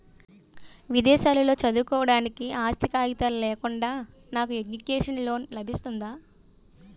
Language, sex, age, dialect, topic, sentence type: Telugu, female, 25-30, Utterandhra, banking, question